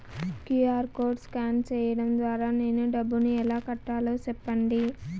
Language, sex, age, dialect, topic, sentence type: Telugu, female, 25-30, Southern, banking, question